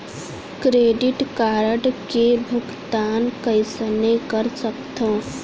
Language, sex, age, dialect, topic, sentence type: Chhattisgarhi, female, 36-40, Central, banking, question